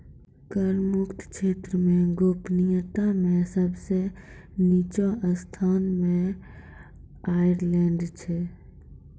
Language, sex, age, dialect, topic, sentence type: Maithili, female, 18-24, Angika, banking, statement